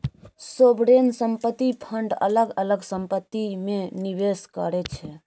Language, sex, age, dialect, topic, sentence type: Maithili, female, 51-55, Bajjika, banking, statement